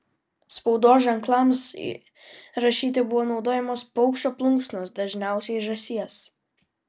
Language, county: Lithuanian, Vilnius